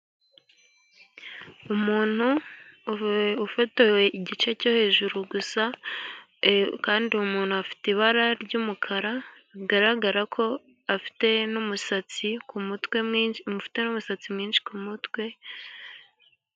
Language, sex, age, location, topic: Kinyarwanda, female, 18-24, Gakenke, government